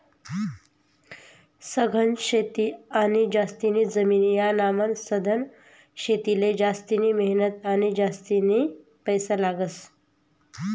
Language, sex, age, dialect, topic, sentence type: Marathi, female, 31-35, Northern Konkan, agriculture, statement